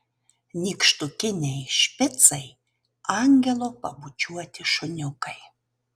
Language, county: Lithuanian, Utena